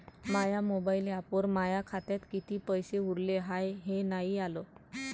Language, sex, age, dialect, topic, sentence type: Marathi, female, 25-30, Varhadi, banking, statement